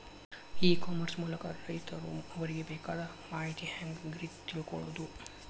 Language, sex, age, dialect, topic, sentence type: Kannada, male, 25-30, Dharwad Kannada, agriculture, question